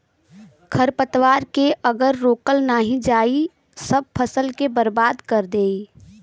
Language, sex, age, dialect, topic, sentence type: Bhojpuri, female, 18-24, Western, agriculture, statement